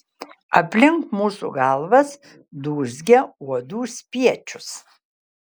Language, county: Lithuanian, Kaunas